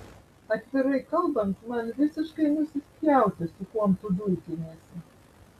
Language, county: Lithuanian, Vilnius